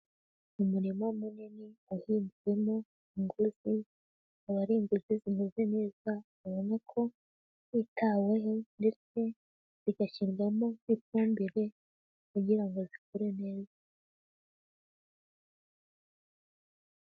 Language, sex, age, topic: Kinyarwanda, female, 18-24, agriculture